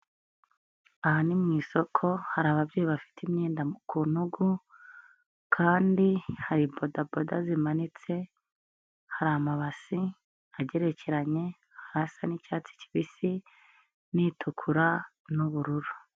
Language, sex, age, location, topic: Kinyarwanda, female, 25-35, Nyagatare, finance